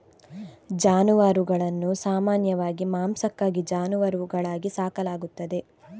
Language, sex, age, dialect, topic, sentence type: Kannada, female, 46-50, Coastal/Dakshin, agriculture, statement